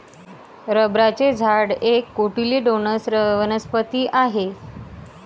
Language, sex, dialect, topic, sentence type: Marathi, female, Varhadi, agriculture, statement